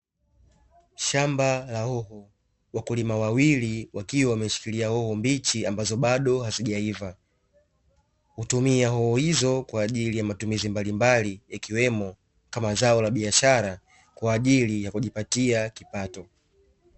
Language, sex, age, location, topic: Swahili, male, 18-24, Dar es Salaam, agriculture